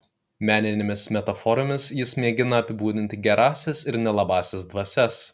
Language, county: Lithuanian, Kaunas